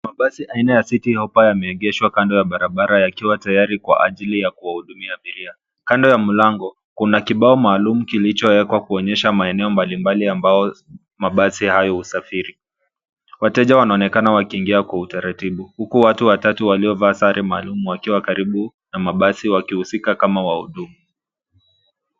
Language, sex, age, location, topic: Swahili, male, 25-35, Nairobi, government